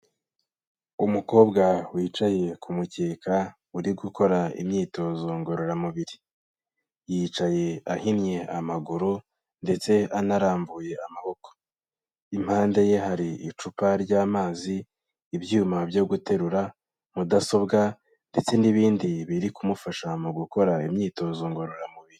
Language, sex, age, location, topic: Kinyarwanda, male, 18-24, Kigali, health